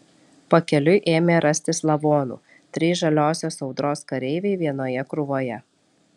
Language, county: Lithuanian, Alytus